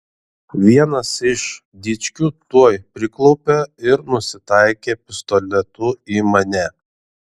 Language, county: Lithuanian, Šiauliai